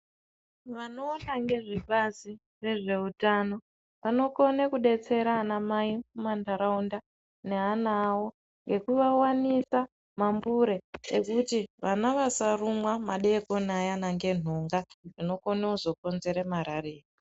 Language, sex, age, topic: Ndau, female, 25-35, health